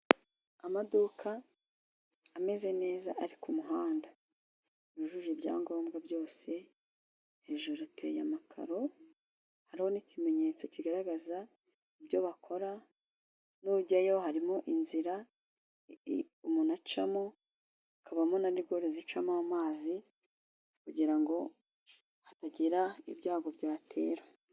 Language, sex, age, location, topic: Kinyarwanda, female, 36-49, Musanze, finance